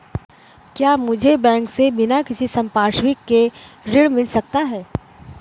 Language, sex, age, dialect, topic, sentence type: Hindi, female, 18-24, Awadhi Bundeli, banking, question